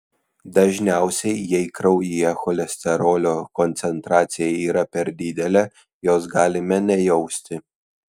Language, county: Lithuanian, Kaunas